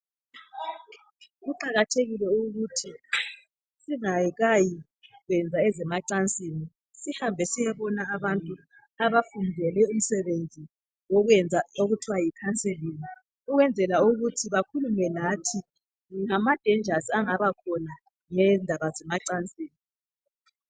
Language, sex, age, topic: North Ndebele, female, 36-49, health